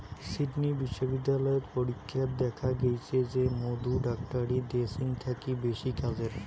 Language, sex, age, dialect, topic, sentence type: Bengali, male, 25-30, Rajbangshi, agriculture, statement